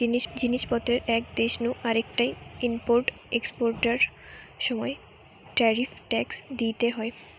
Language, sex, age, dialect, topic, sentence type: Bengali, female, 18-24, Western, banking, statement